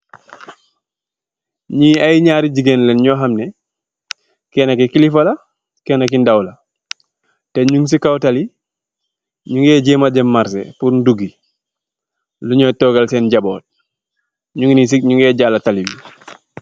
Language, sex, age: Wolof, male, 25-35